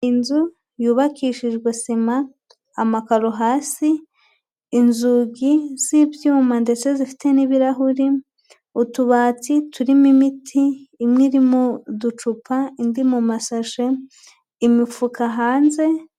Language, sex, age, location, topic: Kinyarwanda, female, 25-35, Huye, agriculture